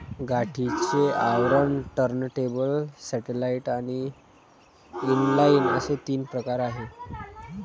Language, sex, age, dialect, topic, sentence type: Marathi, female, 46-50, Varhadi, agriculture, statement